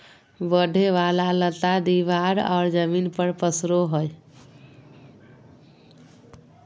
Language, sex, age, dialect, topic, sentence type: Magahi, female, 41-45, Southern, agriculture, statement